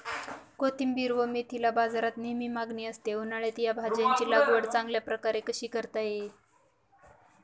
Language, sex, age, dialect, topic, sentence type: Marathi, female, 18-24, Northern Konkan, agriculture, question